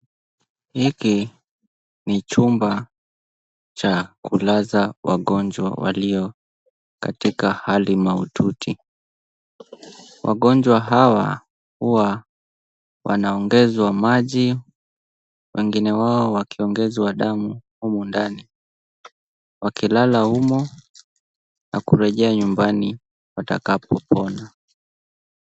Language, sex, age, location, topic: Swahili, male, 18-24, Kisumu, health